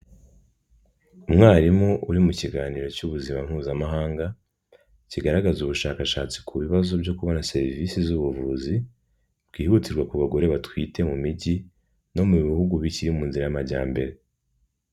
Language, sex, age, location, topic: Kinyarwanda, male, 18-24, Kigali, health